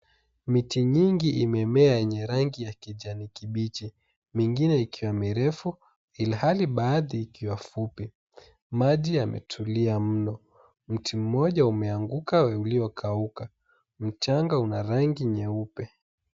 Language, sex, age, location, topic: Swahili, male, 18-24, Mombasa, agriculture